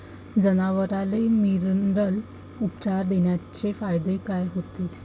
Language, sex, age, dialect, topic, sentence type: Marathi, female, 18-24, Varhadi, agriculture, question